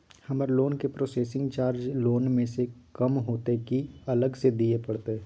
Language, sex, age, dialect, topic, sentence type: Maithili, male, 18-24, Bajjika, banking, question